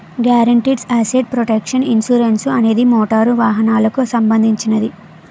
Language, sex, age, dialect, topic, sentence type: Telugu, female, 18-24, Utterandhra, banking, statement